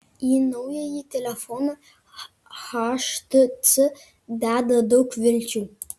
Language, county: Lithuanian, Kaunas